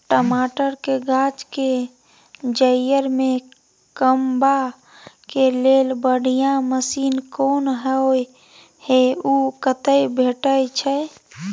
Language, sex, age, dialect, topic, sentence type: Maithili, female, 18-24, Bajjika, agriculture, question